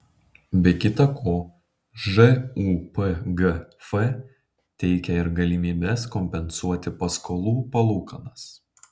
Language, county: Lithuanian, Panevėžys